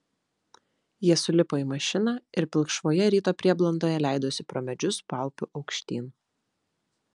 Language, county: Lithuanian, Vilnius